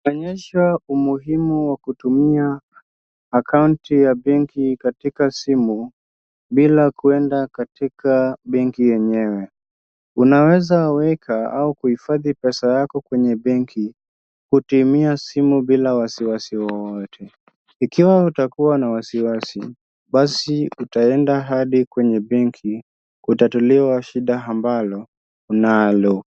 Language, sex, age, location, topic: Swahili, male, 25-35, Kisumu, finance